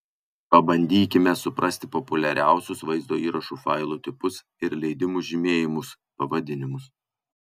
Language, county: Lithuanian, Kaunas